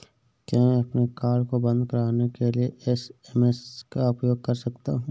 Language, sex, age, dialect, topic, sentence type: Hindi, male, 18-24, Awadhi Bundeli, banking, question